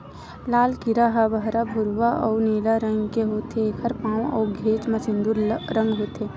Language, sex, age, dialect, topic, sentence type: Chhattisgarhi, female, 18-24, Western/Budati/Khatahi, agriculture, statement